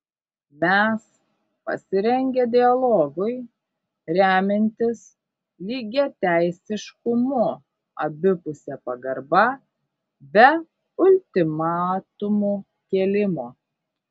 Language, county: Lithuanian, Kaunas